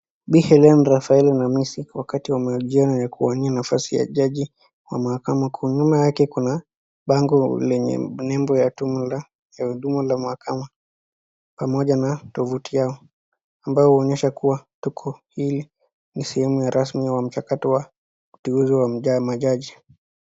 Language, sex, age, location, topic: Swahili, female, 36-49, Nakuru, government